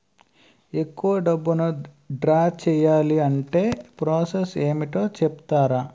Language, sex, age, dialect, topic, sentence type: Telugu, male, 18-24, Utterandhra, banking, question